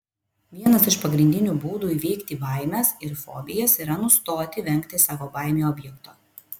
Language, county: Lithuanian, Vilnius